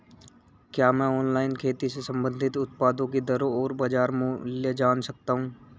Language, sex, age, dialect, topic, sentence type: Hindi, male, 18-24, Marwari Dhudhari, agriculture, question